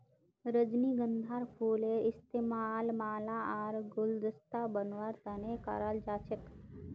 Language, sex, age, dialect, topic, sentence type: Magahi, female, 51-55, Northeastern/Surjapuri, agriculture, statement